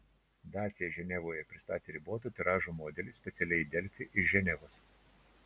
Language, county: Lithuanian, Telšiai